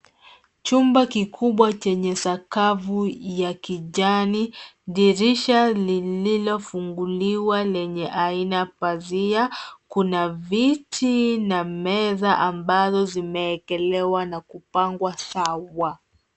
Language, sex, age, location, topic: Swahili, female, 25-35, Nairobi, education